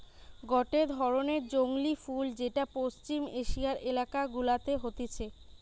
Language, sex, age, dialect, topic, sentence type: Bengali, female, 25-30, Western, agriculture, statement